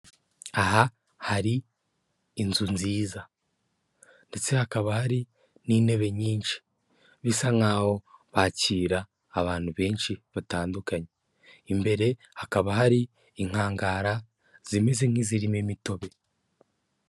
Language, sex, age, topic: Kinyarwanda, male, 25-35, finance